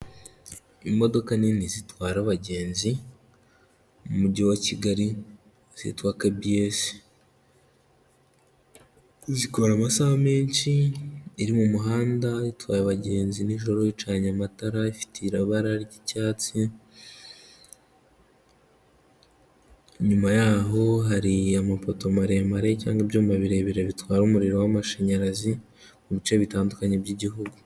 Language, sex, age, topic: Kinyarwanda, male, 18-24, government